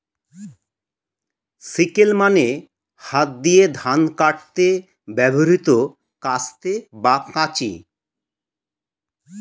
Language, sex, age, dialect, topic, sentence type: Bengali, male, 51-55, Standard Colloquial, agriculture, statement